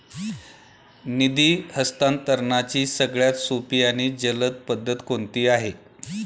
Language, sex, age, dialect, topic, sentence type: Marathi, male, 41-45, Standard Marathi, banking, question